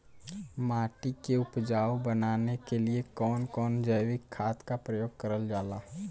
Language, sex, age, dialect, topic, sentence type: Bhojpuri, male, 18-24, Western, agriculture, question